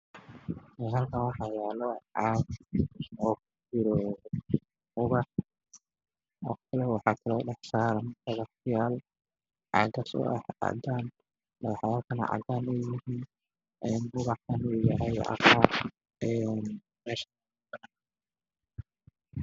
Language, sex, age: Somali, male, 18-24